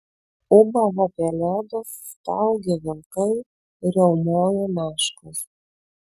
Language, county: Lithuanian, Vilnius